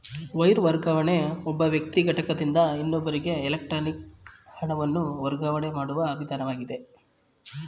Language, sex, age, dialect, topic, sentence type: Kannada, male, 36-40, Mysore Kannada, banking, statement